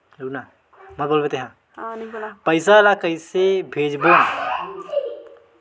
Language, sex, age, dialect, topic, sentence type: Chhattisgarhi, male, 25-30, Western/Budati/Khatahi, banking, question